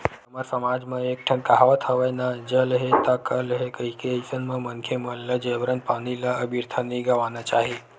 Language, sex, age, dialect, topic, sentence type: Chhattisgarhi, male, 18-24, Western/Budati/Khatahi, agriculture, statement